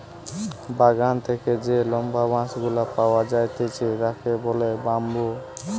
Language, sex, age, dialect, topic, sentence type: Bengali, male, 18-24, Western, agriculture, statement